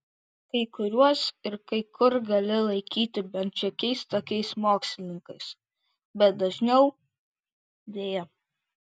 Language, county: Lithuanian, Vilnius